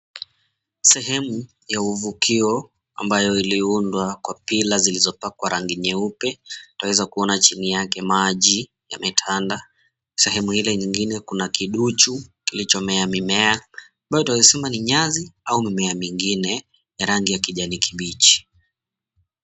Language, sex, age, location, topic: Swahili, male, 25-35, Mombasa, government